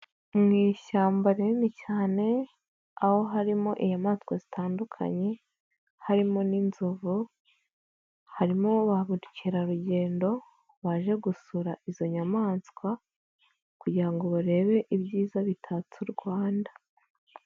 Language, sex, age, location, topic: Kinyarwanda, female, 25-35, Nyagatare, agriculture